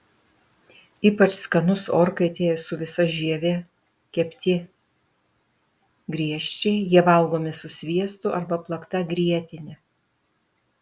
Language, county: Lithuanian, Utena